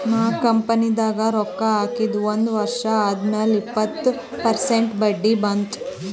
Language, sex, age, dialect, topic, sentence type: Kannada, female, 18-24, Northeastern, banking, statement